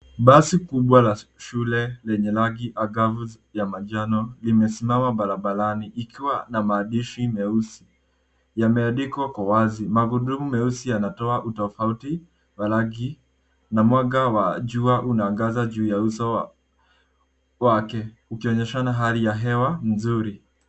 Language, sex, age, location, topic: Swahili, male, 18-24, Nairobi, education